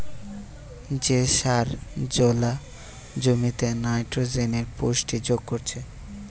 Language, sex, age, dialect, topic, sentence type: Bengali, male, 18-24, Western, agriculture, statement